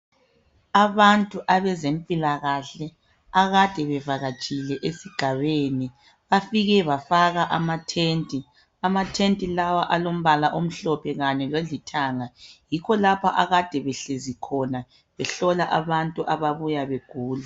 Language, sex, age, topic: North Ndebele, male, 36-49, health